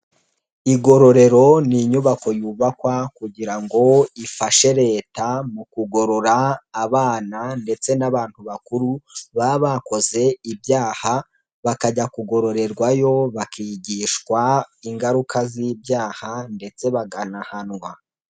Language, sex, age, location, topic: Kinyarwanda, male, 18-24, Nyagatare, government